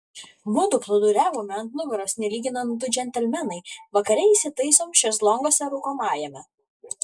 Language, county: Lithuanian, Kaunas